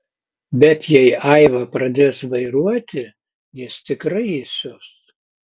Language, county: Lithuanian, Panevėžys